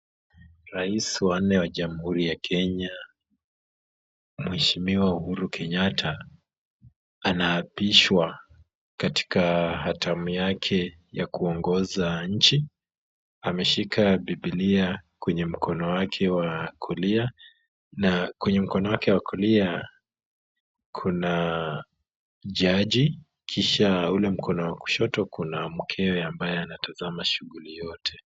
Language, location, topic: Swahili, Kisumu, government